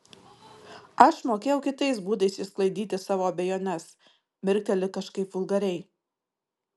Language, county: Lithuanian, Marijampolė